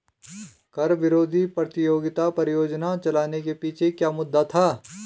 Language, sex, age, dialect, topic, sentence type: Hindi, male, 36-40, Garhwali, banking, statement